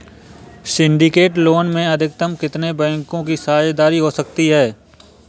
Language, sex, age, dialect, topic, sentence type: Hindi, male, 25-30, Awadhi Bundeli, banking, statement